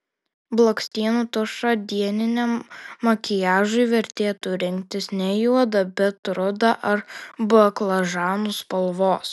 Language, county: Lithuanian, Alytus